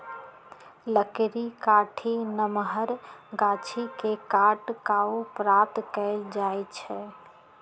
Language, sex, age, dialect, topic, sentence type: Magahi, female, 36-40, Western, agriculture, statement